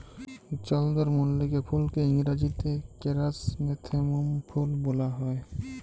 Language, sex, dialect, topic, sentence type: Bengali, male, Jharkhandi, agriculture, statement